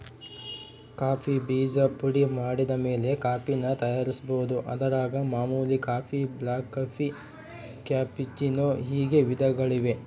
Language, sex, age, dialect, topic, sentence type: Kannada, male, 25-30, Central, agriculture, statement